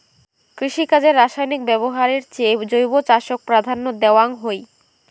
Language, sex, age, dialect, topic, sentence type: Bengali, female, 18-24, Rajbangshi, agriculture, statement